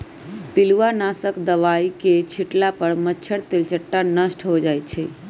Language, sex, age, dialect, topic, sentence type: Magahi, female, 31-35, Western, agriculture, statement